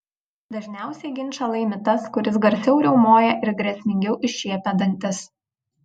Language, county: Lithuanian, Vilnius